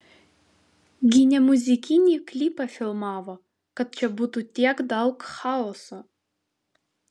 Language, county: Lithuanian, Vilnius